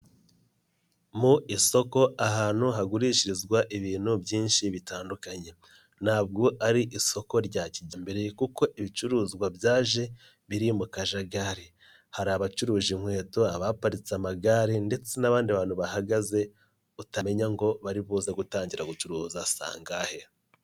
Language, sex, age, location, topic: Kinyarwanda, male, 25-35, Nyagatare, finance